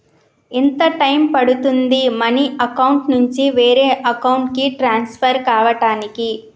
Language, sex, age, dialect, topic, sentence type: Telugu, female, 31-35, Telangana, banking, question